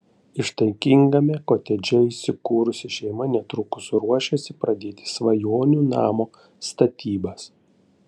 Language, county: Lithuanian, Panevėžys